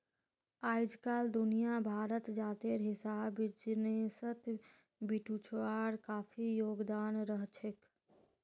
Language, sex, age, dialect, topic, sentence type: Magahi, female, 18-24, Northeastern/Surjapuri, banking, statement